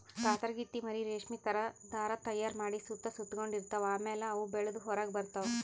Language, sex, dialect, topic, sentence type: Kannada, female, Northeastern, agriculture, statement